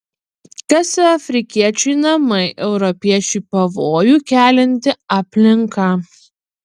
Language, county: Lithuanian, Utena